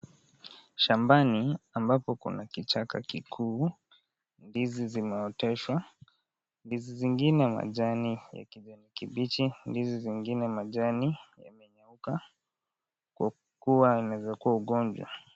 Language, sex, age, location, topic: Swahili, male, 18-24, Kisii, agriculture